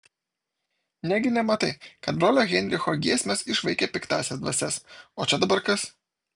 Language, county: Lithuanian, Vilnius